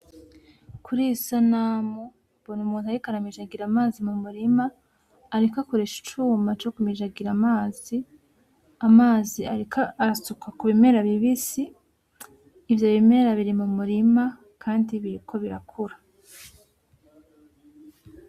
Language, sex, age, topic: Rundi, female, 18-24, agriculture